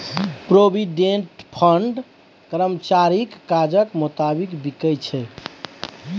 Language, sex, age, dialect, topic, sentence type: Maithili, male, 31-35, Bajjika, banking, statement